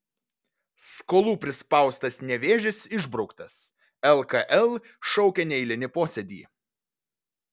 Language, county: Lithuanian, Vilnius